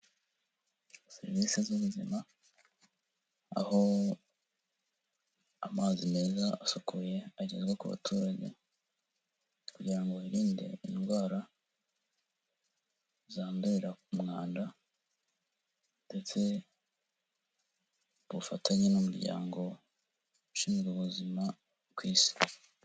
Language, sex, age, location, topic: Kinyarwanda, male, 18-24, Kigali, health